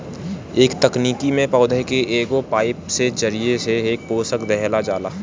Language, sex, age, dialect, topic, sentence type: Bhojpuri, male, <18, Northern, agriculture, statement